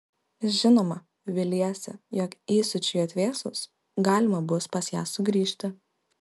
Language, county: Lithuanian, Kaunas